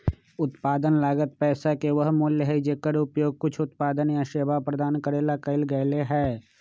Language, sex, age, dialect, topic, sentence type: Magahi, male, 46-50, Western, banking, statement